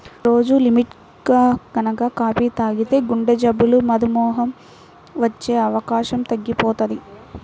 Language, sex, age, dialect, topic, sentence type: Telugu, female, 18-24, Central/Coastal, agriculture, statement